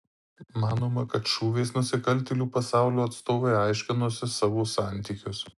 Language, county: Lithuanian, Marijampolė